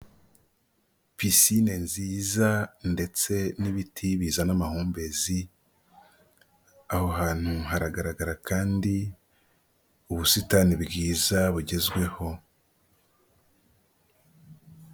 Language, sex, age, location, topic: Kinyarwanda, female, 50+, Nyagatare, finance